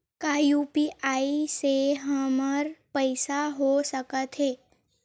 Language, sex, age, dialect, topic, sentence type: Chhattisgarhi, female, 18-24, Western/Budati/Khatahi, banking, question